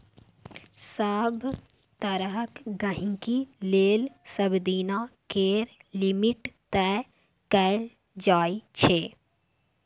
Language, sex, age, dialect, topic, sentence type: Maithili, female, 18-24, Bajjika, banking, statement